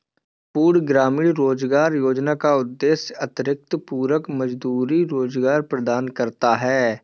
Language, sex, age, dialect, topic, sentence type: Hindi, male, 18-24, Kanauji Braj Bhasha, banking, statement